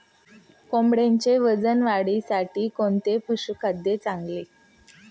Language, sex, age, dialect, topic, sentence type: Marathi, female, 36-40, Standard Marathi, agriculture, question